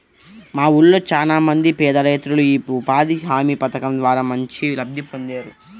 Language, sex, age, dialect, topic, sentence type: Telugu, male, 60-100, Central/Coastal, banking, statement